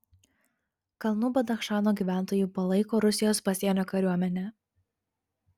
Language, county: Lithuanian, Kaunas